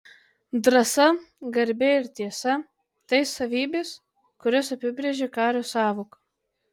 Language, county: Lithuanian, Tauragė